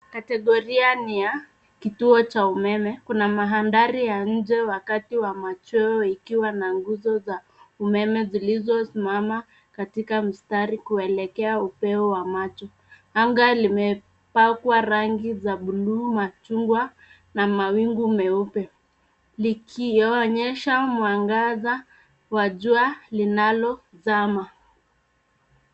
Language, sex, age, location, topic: Swahili, female, 25-35, Nairobi, government